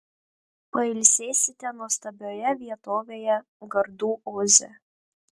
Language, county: Lithuanian, Panevėžys